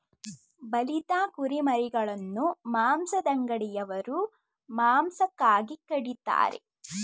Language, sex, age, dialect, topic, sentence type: Kannada, female, 18-24, Mysore Kannada, agriculture, statement